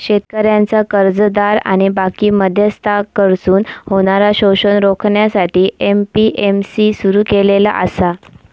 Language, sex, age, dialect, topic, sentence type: Marathi, female, 25-30, Southern Konkan, agriculture, statement